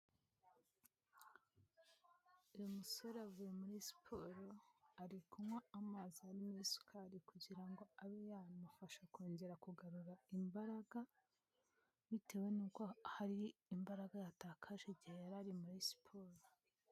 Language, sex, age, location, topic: Kinyarwanda, female, 25-35, Kigali, health